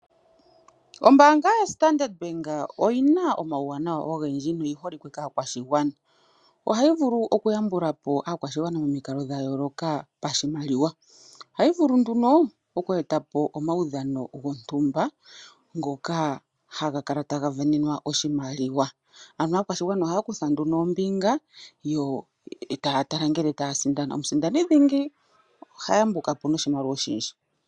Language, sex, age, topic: Oshiwambo, female, 25-35, finance